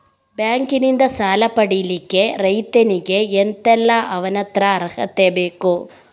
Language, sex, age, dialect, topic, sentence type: Kannada, female, 18-24, Coastal/Dakshin, banking, question